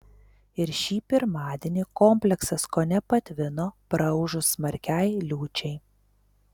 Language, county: Lithuanian, Telšiai